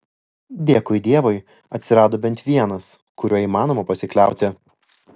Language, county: Lithuanian, Vilnius